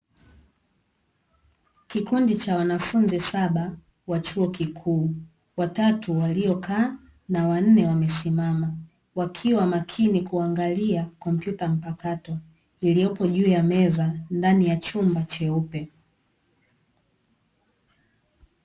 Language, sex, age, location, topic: Swahili, female, 18-24, Dar es Salaam, education